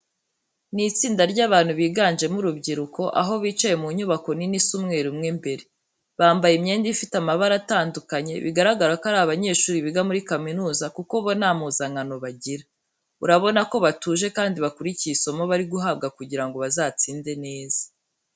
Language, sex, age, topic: Kinyarwanda, female, 18-24, education